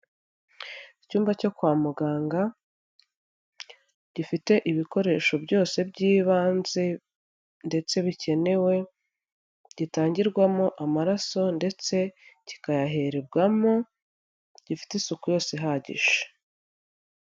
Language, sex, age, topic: Kinyarwanda, female, 25-35, health